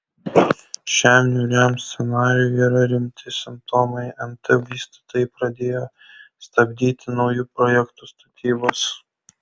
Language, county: Lithuanian, Kaunas